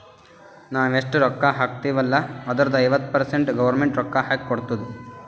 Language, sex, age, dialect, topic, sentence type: Kannada, male, 18-24, Northeastern, banking, statement